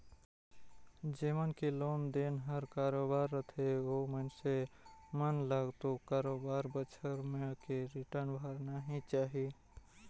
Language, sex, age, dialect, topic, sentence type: Chhattisgarhi, male, 18-24, Northern/Bhandar, banking, statement